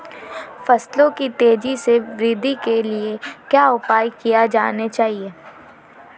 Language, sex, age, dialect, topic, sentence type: Hindi, female, 18-24, Marwari Dhudhari, agriculture, question